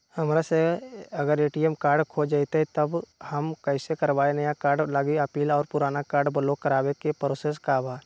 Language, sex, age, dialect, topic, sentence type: Magahi, male, 60-100, Western, banking, question